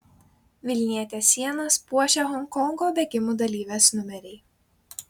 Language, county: Lithuanian, Kaunas